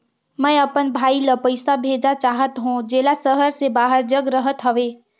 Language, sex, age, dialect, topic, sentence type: Chhattisgarhi, female, 18-24, Northern/Bhandar, banking, statement